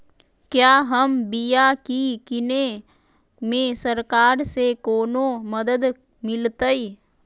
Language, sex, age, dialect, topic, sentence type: Magahi, female, 31-35, Western, agriculture, question